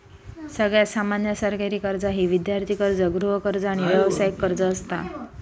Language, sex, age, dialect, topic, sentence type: Marathi, female, 25-30, Southern Konkan, banking, statement